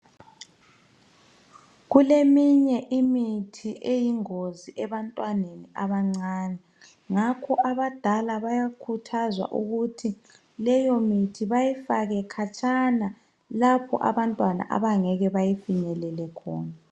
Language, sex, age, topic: North Ndebele, male, 25-35, health